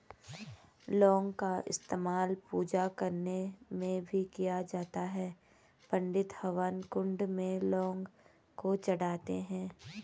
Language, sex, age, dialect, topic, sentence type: Hindi, female, 31-35, Garhwali, agriculture, statement